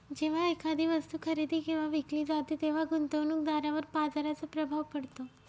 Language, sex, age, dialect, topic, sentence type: Marathi, male, 18-24, Northern Konkan, banking, statement